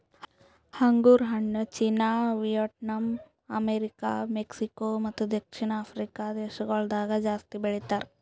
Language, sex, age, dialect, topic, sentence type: Kannada, female, 41-45, Northeastern, agriculture, statement